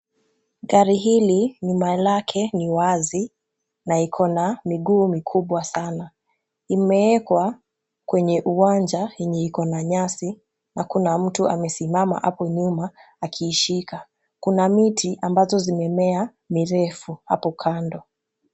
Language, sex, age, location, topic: Swahili, female, 18-24, Kisumu, finance